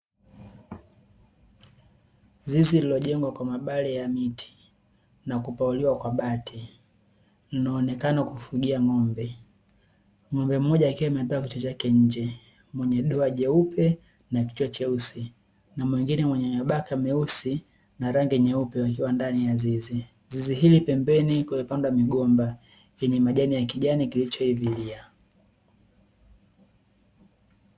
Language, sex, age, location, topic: Swahili, male, 18-24, Dar es Salaam, agriculture